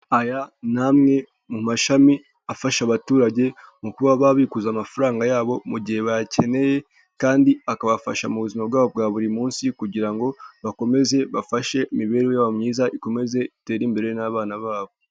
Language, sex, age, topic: Kinyarwanda, male, 18-24, government